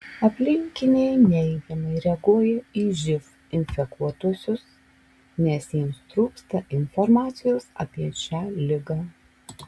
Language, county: Lithuanian, Alytus